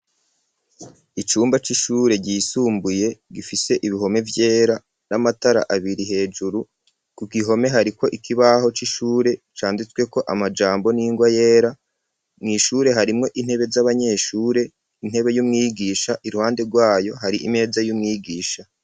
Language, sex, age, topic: Rundi, male, 36-49, education